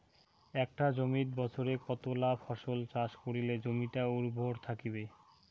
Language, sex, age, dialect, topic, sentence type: Bengali, male, 18-24, Rajbangshi, agriculture, question